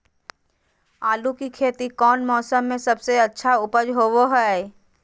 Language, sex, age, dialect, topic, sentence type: Magahi, female, 31-35, Southern, agriculture, question